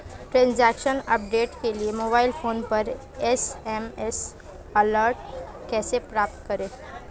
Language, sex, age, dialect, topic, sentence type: Hindi, female, 18-24, Marwari Dhudhari, banking, question